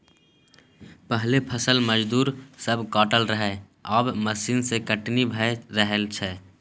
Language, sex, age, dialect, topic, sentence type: Maithili, male, 18-24, Bajjika, agriculture, statement